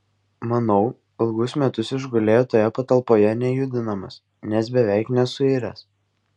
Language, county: Lithuanian, Šiauliai